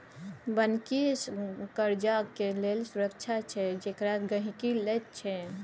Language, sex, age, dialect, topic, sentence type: Maithili, female, 25-30, Bajjika, banking, statement